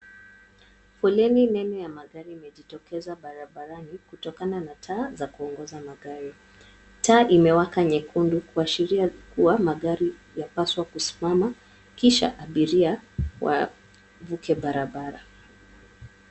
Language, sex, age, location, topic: Swahili, female, 18-24, Nairobi, government